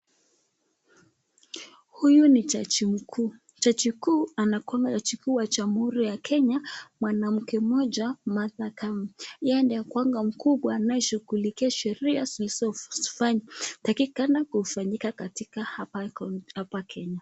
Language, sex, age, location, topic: Swahili, female, 25-35, Nakuru, government